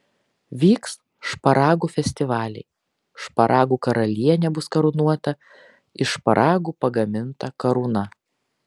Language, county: Lithuanian, Kaunas